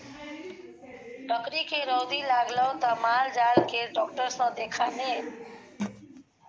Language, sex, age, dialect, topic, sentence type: Maithili, female, 18-24, Bajjika, agriculture, statement